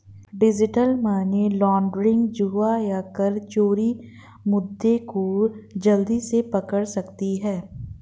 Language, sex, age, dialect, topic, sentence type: Hindi, female, 18-24, Marwari Dhudhari, banking, statement